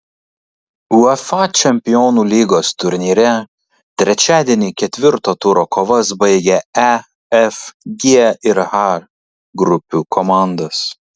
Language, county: Lithuanian, Kaunas